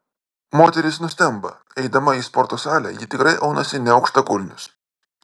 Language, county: Lithuanian, Vilnius